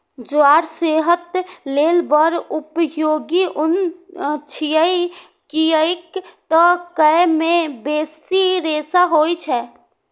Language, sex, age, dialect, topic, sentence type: Maithili, female, 46-50, Eastern / Thethi, agriculture, statement